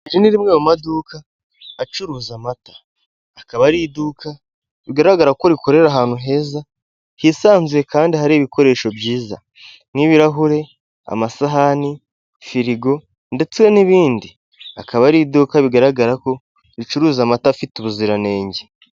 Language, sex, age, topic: Kinyarwanda, male, 18-24, finance